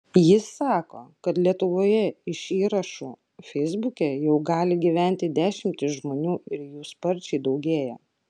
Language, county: Lithuanian, Klaipėda